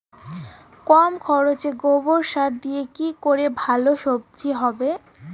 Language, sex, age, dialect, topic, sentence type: Bengali, female, 18-24, Rajbangshi, agriculture, question